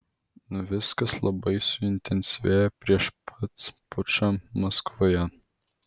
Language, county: Lithuanian, Vilnius